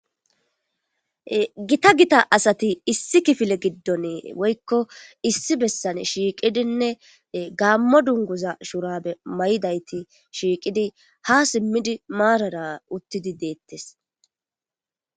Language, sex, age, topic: Gamo, male, 18-24, government